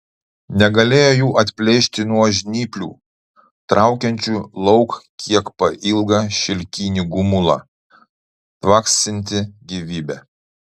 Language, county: Lithuanian, Utena